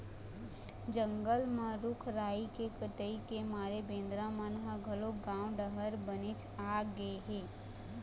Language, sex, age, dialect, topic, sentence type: Chhattisgarhi, male, 25-30, Eastern, agriculture, statement